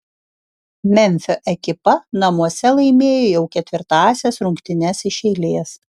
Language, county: Lithuanian, Kaunas